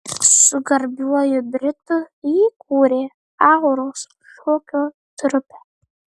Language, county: Lithuanian, Marijampolė